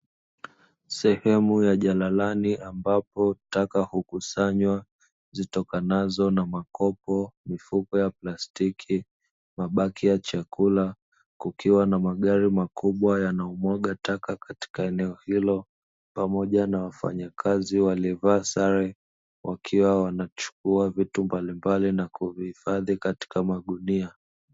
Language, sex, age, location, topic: Swahili, male, 25-35, Dar es Salaam, government